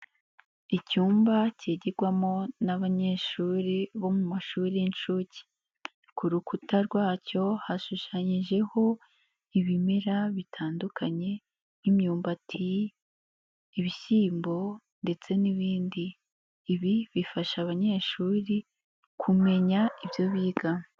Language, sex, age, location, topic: Kinyarwanda, female, 18-24, Nyagatare, education